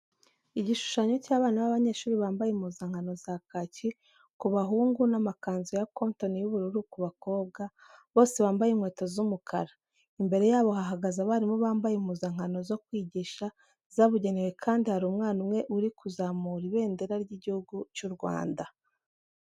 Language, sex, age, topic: Kinyarwanda, female, 25-35, education